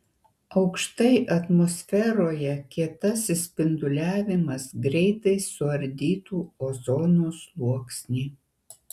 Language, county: Lithuanian, Kaunas